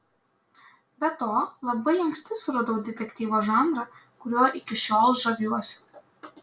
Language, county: Lithuanian, Klaipėda